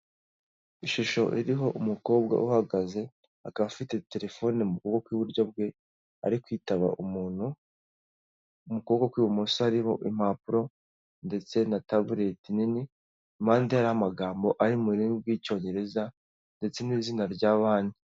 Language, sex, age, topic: Kinyarwanda, male, 18-24, finance